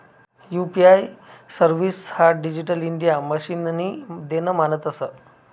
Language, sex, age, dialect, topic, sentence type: Marathi, male, 25-30, Northern Konkan, banking, statement